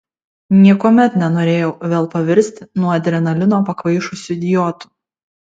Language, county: Lithuanian, Vilnius